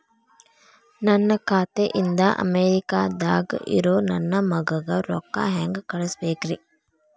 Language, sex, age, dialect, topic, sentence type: Kannada, female, 18-24, Dharwad Kannada, banking, question